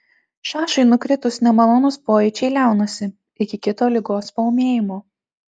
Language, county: Lithuanian, Tauragė